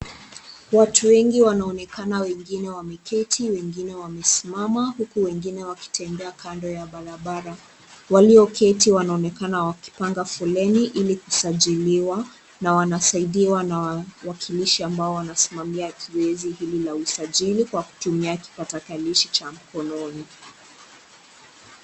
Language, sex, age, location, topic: Swahili, female, 25-35, Kisii, government